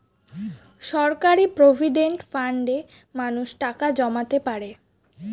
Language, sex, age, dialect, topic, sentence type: Bengali, female, 18-24, Standard Colloquial, banking, statement